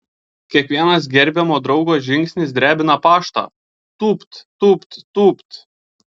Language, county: Lithuanian, Kaunas